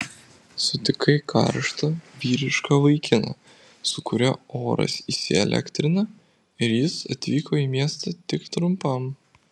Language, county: Lithuanian, Vilnius